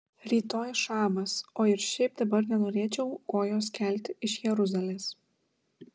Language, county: Lithuanian, Klaipėda